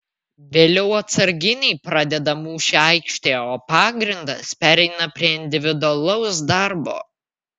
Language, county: Lithuanian, Vilnius